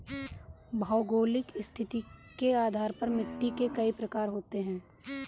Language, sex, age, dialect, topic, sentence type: Hindi, female, 18-24, Kanauji Braj Bhasha, agriculture, statement